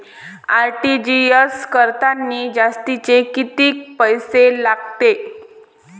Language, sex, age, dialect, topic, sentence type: Marathi, female, 18-24, Varhadi, banking, question